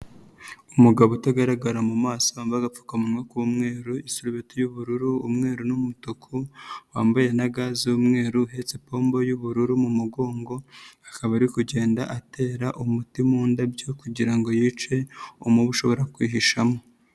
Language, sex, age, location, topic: Kinyarwanda, female, 25-35, Nyagatare, agriculture